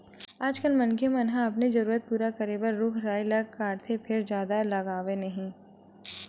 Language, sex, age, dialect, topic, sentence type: Chhattisgarhi, female, 18-24, Western/Budati/Khatahi, agriculture, statement